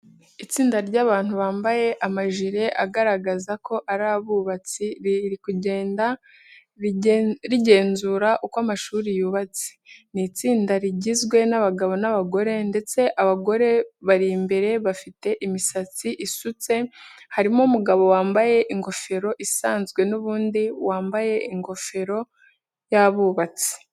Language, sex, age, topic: Kinyarwanda, female, 18-24, education